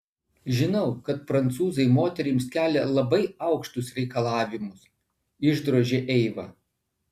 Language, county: Lithuanian, Vilnius